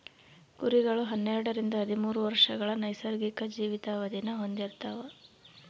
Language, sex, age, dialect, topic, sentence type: Kannada, female, 18-24, Central, agriculture, statement